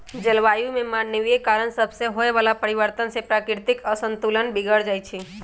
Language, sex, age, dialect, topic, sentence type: Magahi, male, 18-24, Western, agriculture, statement